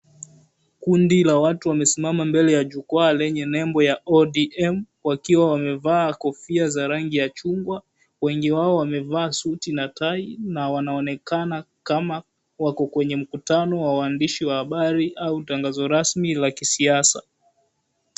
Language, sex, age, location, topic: Swahili, male, 18-24, Mombasa, government